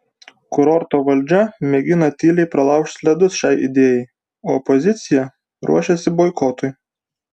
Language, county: Lithuanian, Vilnius